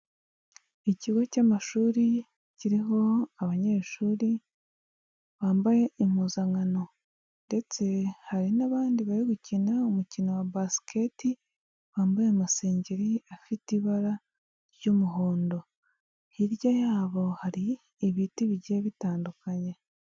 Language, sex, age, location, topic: Kinyarwanda, female, 18-24, Huye, education